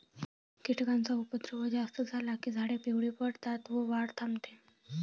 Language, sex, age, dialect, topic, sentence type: Marathi, female, 18-24, Varhadi, agriculture, statement